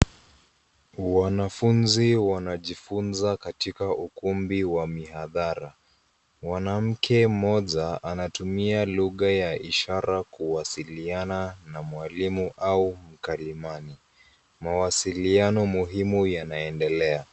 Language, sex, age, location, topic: Swahili, female, 36-49, Nairobi, education